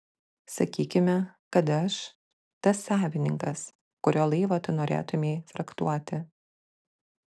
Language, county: Lithuanian, Klaipėda